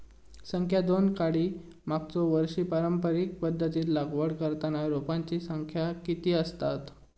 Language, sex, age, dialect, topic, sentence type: Marathi, male, 18-24, Southern Konkan, agriculture, question